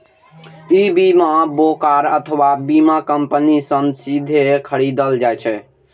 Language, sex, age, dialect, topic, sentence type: Maithili, male, 18-24, Eastern / Thethi, banking, statement